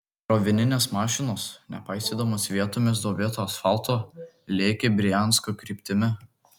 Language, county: Lithuanian, Kaunas